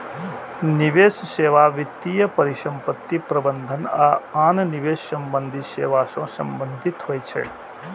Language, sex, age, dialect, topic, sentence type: Maithili, male, 41-45, Eastern / Thethi, banking, statement